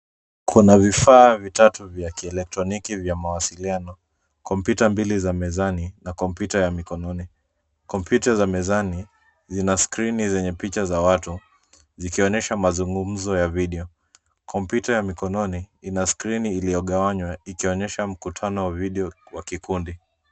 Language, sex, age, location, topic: Swahili, male, 25-35, Nairobi, education